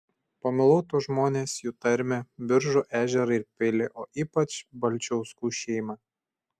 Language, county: Lithuanian, Šiauliai